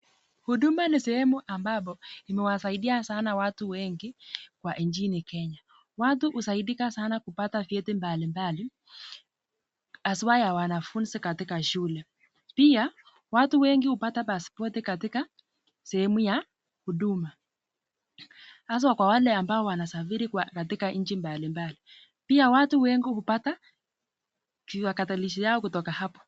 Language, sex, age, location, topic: Swahili, female, 18-24, Nakuru, government